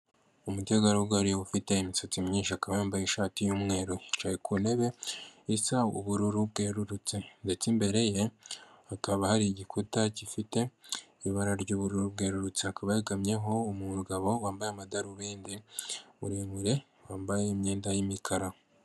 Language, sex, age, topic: Kinyarwanda, male, 18-24, government